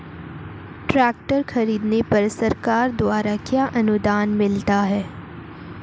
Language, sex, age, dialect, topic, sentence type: Hindi, female, 18-24, Marwari Dhudhari, agriculture, question